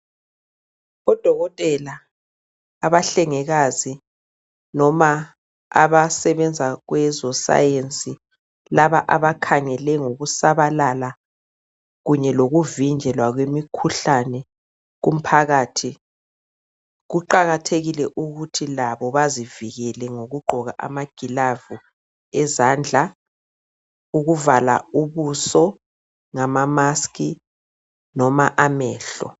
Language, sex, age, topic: North Ndebele, male, 36-49, health